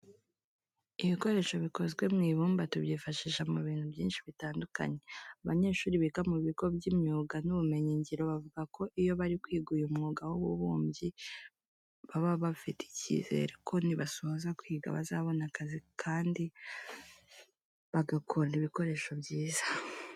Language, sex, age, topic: Kinyarwanda, female, 25-35, education